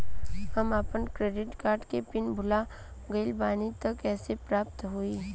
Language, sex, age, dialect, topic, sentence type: Bhojpuri, female, 25-30, Southern / Standard, banking, question